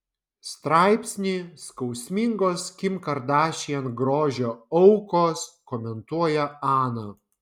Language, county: Lithuanian, Vilnius